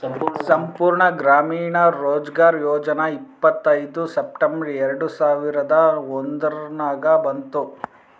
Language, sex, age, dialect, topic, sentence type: Kannada, male, 31-35, Northeastern, banking, statement